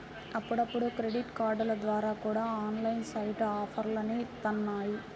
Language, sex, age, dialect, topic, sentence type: Telugu, female, 18-24, Central/Coastal, banking, statement